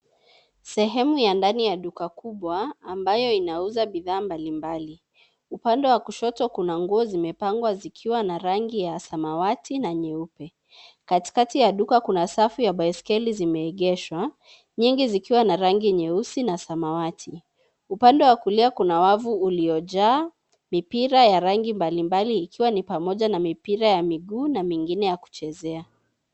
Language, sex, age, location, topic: Swahili, female, 25-35, Nairobi, finance